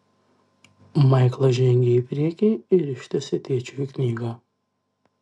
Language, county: Lithuanian, Kaunas